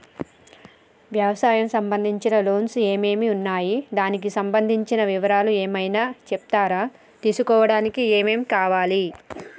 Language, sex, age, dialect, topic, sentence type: Telugu, female, 31-35, Telangana, banking, question